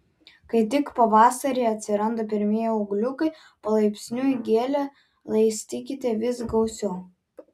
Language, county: Lithuanian, Vilnius